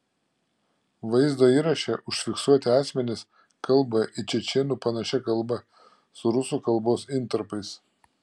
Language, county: Lithuanian, Klaipėda